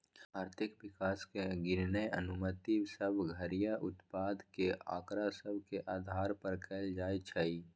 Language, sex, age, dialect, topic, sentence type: Magahi, female, 31-35, Western, banking, statement